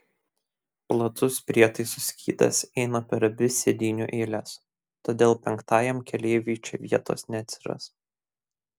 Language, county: Lithuanian, Kaunas